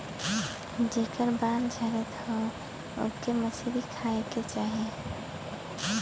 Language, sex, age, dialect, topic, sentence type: Bhojpuri, female, 18-24, Western, agriculture, statement